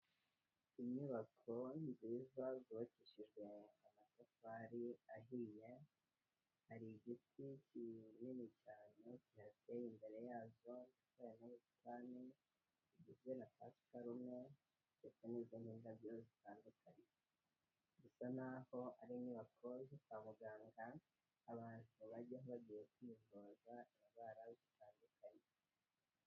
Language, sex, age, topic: Kinyarwanda, male, 18-24, health